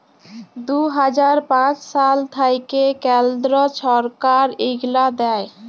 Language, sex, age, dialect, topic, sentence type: Bengali, female, 18-24, Jharkhandi, banking, statement